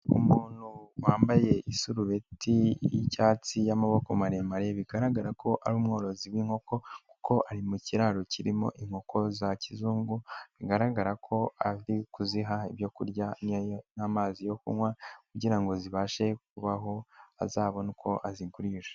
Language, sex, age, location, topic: Kinyarwanda, male, 18-24, Nyagatare, agriculture